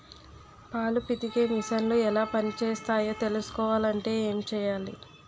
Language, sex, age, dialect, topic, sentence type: Telugu, female, 18-24, Utterandhra, agriculture, statement